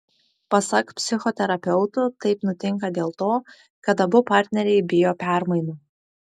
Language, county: Lithuanian, Šiauliai